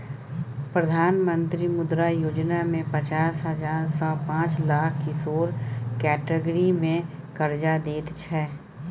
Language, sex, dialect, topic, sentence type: Maithili, female, Bajjika, banking, statement